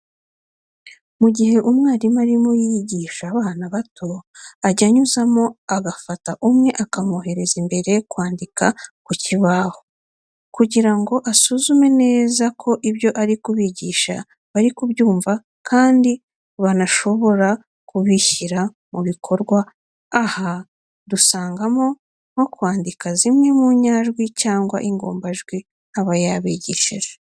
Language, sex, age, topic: Kinyarwanda, female, 36-49, education